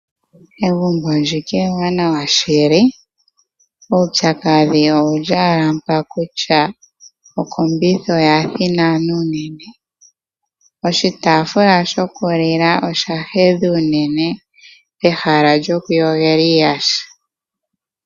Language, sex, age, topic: Oshiwambo, female, 18-24, finance